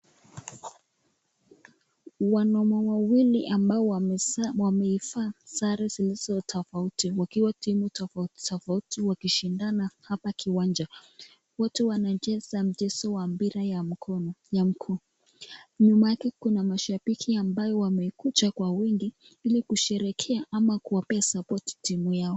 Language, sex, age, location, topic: Swahili, female, 25-35, Nakuru, government